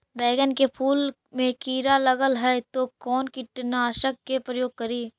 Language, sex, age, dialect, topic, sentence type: Magahi, female, 46-50, Central/Standard, agriculture, question